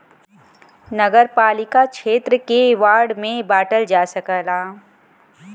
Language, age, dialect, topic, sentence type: Bhojpuri, 25-30, Western, banking, statement